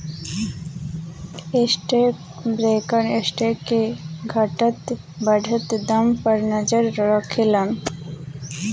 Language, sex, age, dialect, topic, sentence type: Bhojpuri, female, 18-24, Southern / Standard, banking, statement